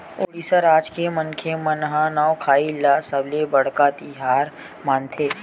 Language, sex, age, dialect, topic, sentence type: Chhattisgarhi, male, 18-24, Western/Budati/Khatahi, agriculture, statement